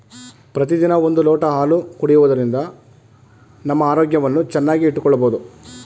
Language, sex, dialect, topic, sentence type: Kannada, male, Mysore Kannada, agriculture, statement